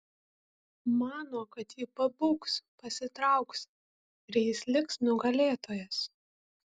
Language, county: Lithuanian, Kaunas